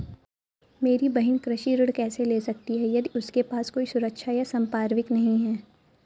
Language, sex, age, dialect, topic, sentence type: Hindi, female, 18-24, Awadhi Bundeli, agriculture, statement